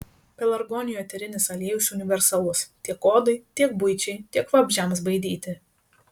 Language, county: Lithuanian, Šiauliai